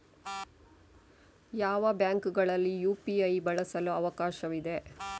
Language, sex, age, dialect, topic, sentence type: Kannada, female, 25-30, Coastal/Dakshin, banking, question